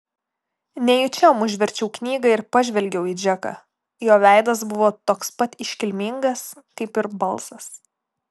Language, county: Lithuanian, Klaipėda